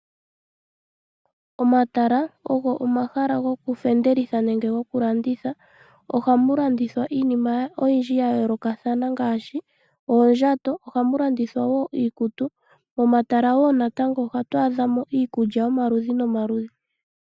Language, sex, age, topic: Oshiwambo, female, 25-35, finance